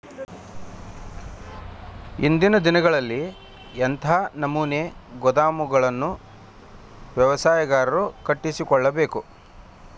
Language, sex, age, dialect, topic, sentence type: Kannada, male, 41-45, Dharwad Kannada, agriculture, question